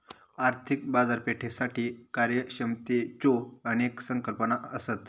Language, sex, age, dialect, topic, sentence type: Marathi, male, 18-24, Southern Konkan, banking, statement